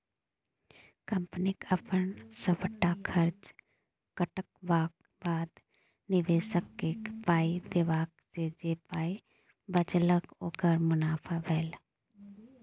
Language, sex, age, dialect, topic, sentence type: Maithili, female, 31-35, Bajjika, banking, statement